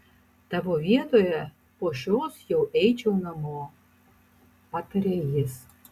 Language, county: Lithuanian, Utena